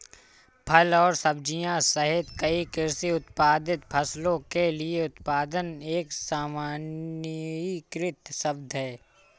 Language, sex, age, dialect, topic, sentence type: Hindi, male, 36-40, Awadhi Bundeli, agriculture, statement